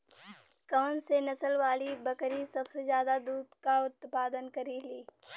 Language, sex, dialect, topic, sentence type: Bhojpuri, female, Western, agriculture, statement